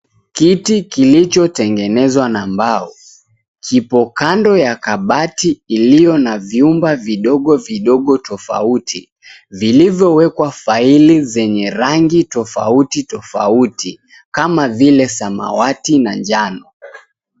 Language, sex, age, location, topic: Swahili, male, 25-35, Mombasa, education